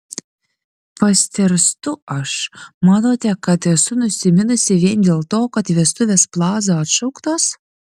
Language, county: Lithuanian, Vilnius